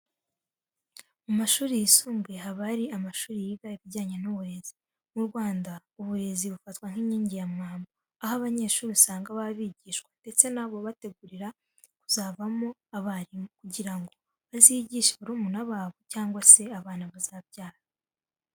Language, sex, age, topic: Kinyarwanda, female, 18-24, education